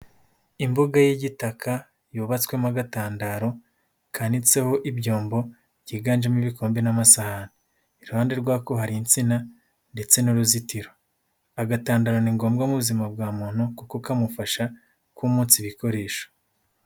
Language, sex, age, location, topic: Kinyarwanda, male, 18-24, Huye, health